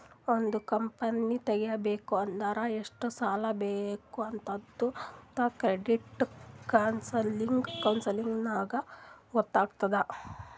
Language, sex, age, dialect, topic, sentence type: Kannada, female, 31-35, Northeastern, banking, statement